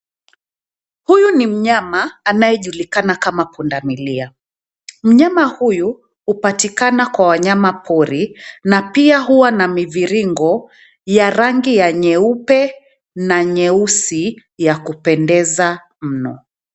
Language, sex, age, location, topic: Swahili, female, 25-35, Nairobi, government